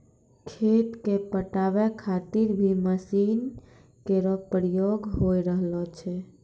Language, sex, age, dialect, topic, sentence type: Maithili, female, 18-24, Angika, agriculture, statement